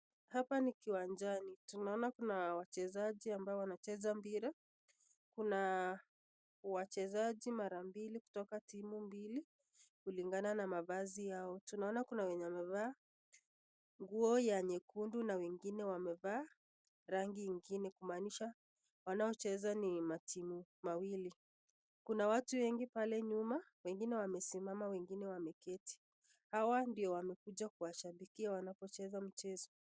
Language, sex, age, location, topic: Swahili, female, 25-35, Nakuru, government